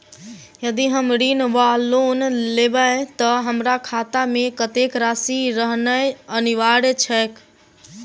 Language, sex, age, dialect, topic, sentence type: Maithili, female, 18-24, Southern/Standard, banking, question